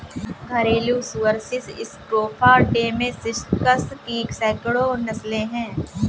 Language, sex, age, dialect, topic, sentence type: Hindi, female, 18-24, Kanauji Braj Bhasha, agriculture, statement